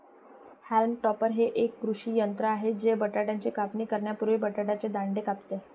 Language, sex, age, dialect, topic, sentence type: Marathi, female, 31-35, Varhadi, agriculture, statement